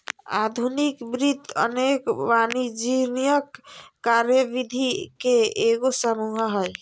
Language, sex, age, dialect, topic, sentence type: Magahi, female, 25-30, Southern, banking, statement